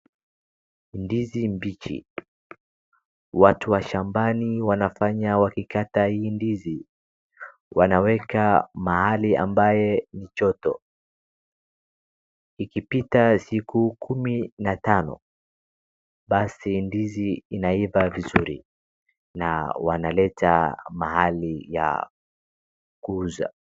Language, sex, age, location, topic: Swahili, male, 36-49, Wajir, agriculture